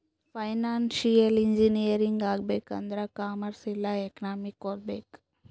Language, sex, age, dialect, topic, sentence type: Kannada, female, 41-45, Northeastern, banking, statement